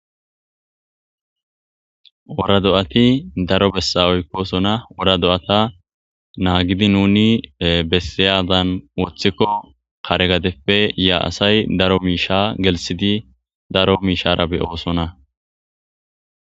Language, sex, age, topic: Gamo, male, 25-35, agriculture